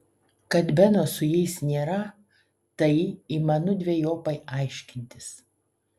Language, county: Lithuanian, Kaunas